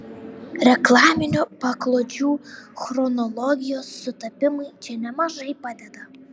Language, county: Lithuanian, Šiauliai